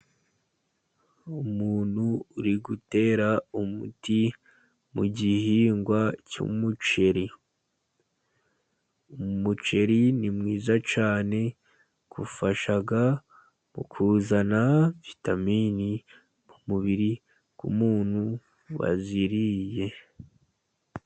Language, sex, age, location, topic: Kinyarwanda, male, 50+, Musanze, agriculture